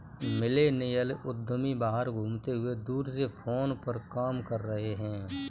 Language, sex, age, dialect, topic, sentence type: Hindi, female, 18-24, Kanauji Braj Bhasha, banking, statement